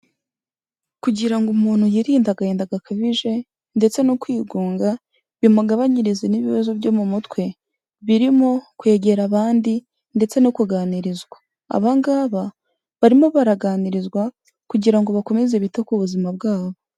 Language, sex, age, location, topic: Kinyarwanda, female, 18-24, Kigali, health